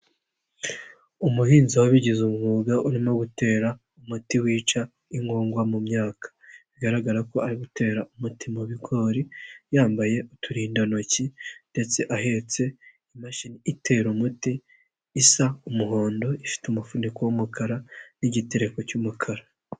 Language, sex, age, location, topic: Kinyarwanda, male, 50+, Nyagatare, agriculture